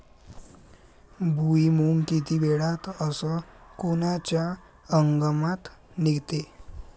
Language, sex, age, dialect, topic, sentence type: Marathi, male, 18-24, Varhadi, agriculture, question